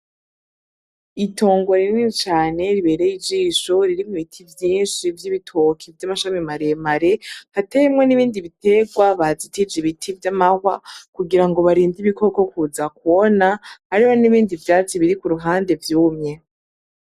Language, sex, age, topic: Rundi, female, 18-24, agriculture